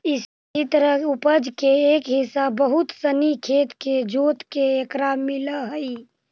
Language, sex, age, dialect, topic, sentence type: Magahi, female, 60-100, Central/Standard, agriculture, statement